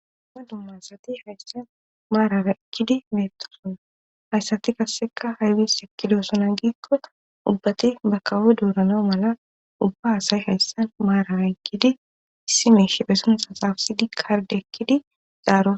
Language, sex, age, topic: Gamo, female, 25-35, government